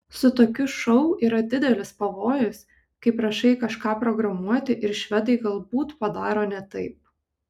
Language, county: Lithuanian, Kaunas